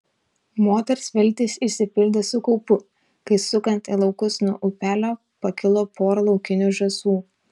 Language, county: Lithuanian, Telšiai